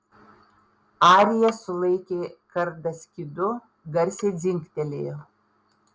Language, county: Lithuanian, Panevėžys